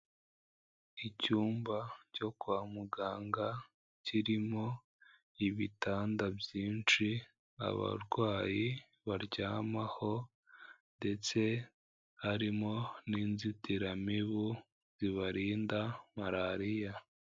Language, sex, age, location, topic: Kinyarwanda, female, 18-24, Kigali, health